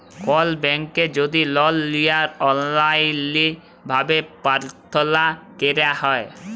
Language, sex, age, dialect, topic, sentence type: Bengali, male, 18-24, Jharkhandi, banking, statement